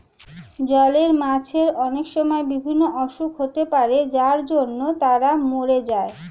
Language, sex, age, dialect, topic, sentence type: Bengali, female, <18, Standard Colloquial, agriculture, statement